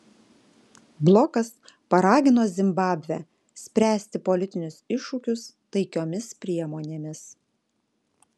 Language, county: Lithuanian, Alytus